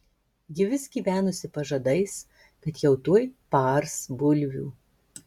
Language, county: Lithuanian, Marijampolė